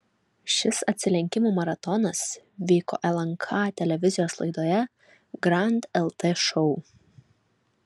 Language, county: Lithuanian, Alytus